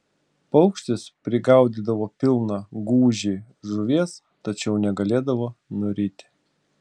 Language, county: Lithuanian, Klaipėda